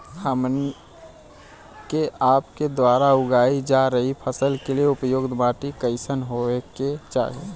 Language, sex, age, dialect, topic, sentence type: Bhojpuri, male, 18-24, Southern / Standard, agriculture, question